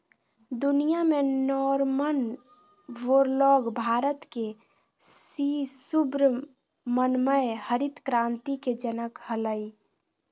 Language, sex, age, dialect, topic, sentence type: Magahi, female, 56-60, Southern, agriculture, statement